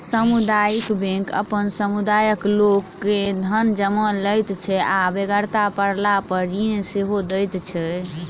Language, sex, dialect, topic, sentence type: Maithili, female, Southern/Standard, banking, statement